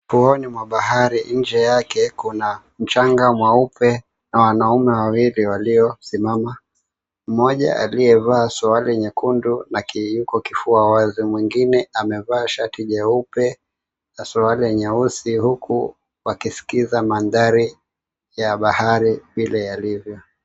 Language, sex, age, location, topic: Swahili, male, 18-24, Mombasa, government